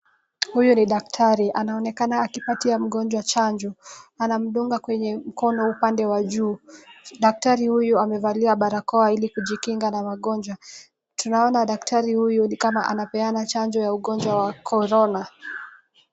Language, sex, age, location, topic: Swahili, female, 18-24, Nakuru, health